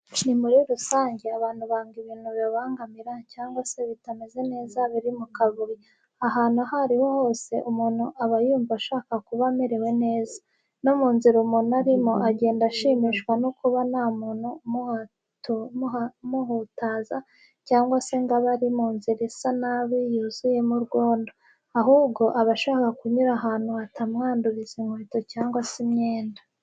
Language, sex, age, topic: Kinyarwanda, female, 25-35, education